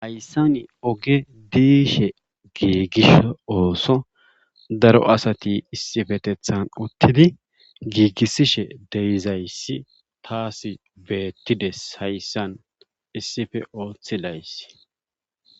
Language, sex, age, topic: Gamo, male, 25-35, government